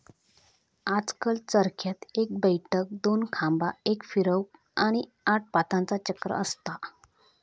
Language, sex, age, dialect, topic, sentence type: Marathi, female, 25-30, Southern Konkan, agriculture, statement